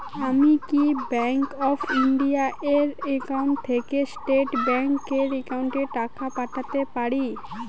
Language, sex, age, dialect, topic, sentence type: Bengali, female, 18-24, Rajbangshi, banking, question